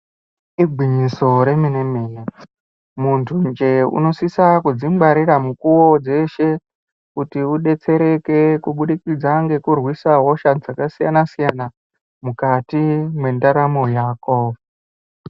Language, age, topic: Ndau, 18-24, health